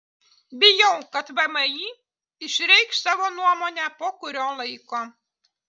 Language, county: Lithuanian, Utena